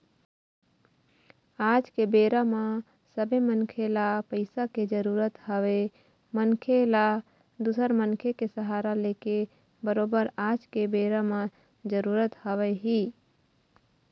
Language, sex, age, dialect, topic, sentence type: Chhattisgarhi, female, 25-30, Eastern, banking, statement